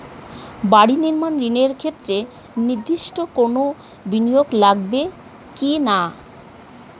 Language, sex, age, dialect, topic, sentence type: Bengali, female, 36-40, Standard Colloquial, banking, question